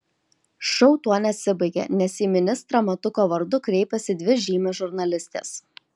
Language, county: Lithuanian, Kaunas